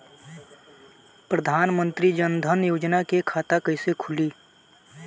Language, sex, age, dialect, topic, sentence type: Bhojpuri, male, 18-24, Southern / Standard, banking, question